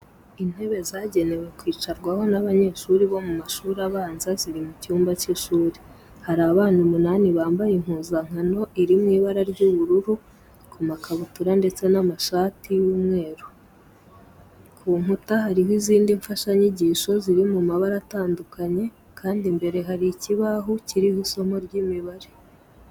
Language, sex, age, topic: Kinyarwanda, female, 18-24, education